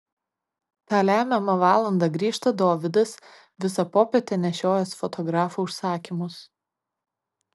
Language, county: Lithuanian, Kaunas